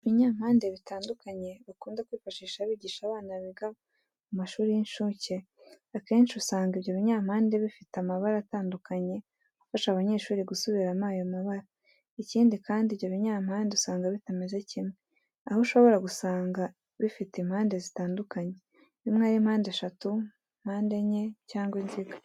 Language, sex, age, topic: Kinyarwanda, female, 18-24, education